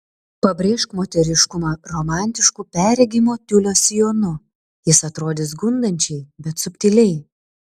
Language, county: Lithuanian, Klaipėda